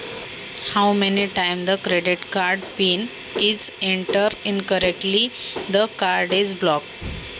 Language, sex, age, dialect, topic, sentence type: Marathi, female, 18-24, Standard Marathi, banking, question